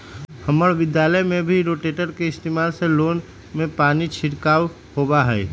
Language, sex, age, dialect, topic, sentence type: Magahi, male, 31-35, Western, agriculture, statement